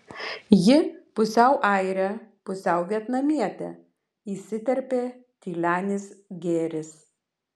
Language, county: Lithuanian, Vilnius